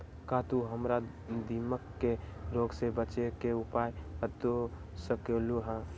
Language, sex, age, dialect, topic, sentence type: Magahi, male, 18-24, Western, agriculture, question